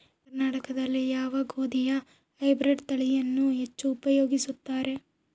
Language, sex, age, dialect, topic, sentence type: Kannada, female, 18-24, Central, agriculture, question